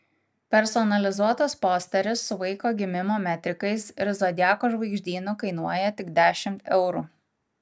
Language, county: Lithuanian, Kaunas